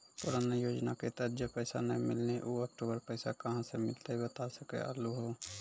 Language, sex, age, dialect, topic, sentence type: Maithili, male, 18-24, Angika, banking, question